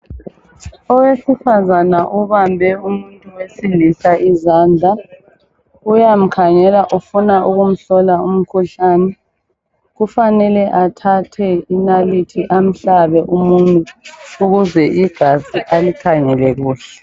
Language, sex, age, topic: North Ndebele, female, 25-35, health